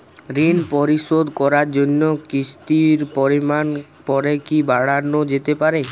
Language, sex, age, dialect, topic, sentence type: Bengali, male, 18-24, Jharkhandi, banking, question